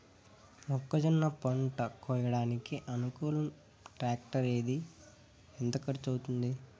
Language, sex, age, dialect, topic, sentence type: Telugu, male, 18-24, Southern, agriculture, question